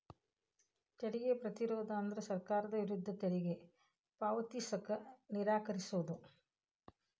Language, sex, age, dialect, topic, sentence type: Kannada, female, 51-55, Dharwad Kannada, banking, statement